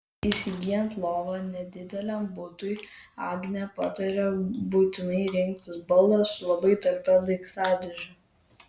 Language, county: Lithuanian, Kaunas